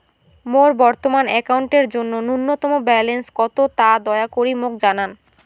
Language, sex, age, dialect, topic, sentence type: Bengali, female, 18-24, Rajbangshi, banking, statement